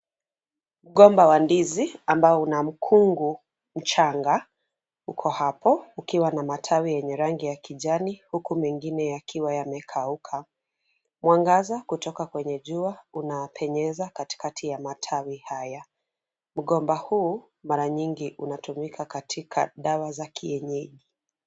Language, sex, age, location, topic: Swahili, female, 25-35, Nairobi, health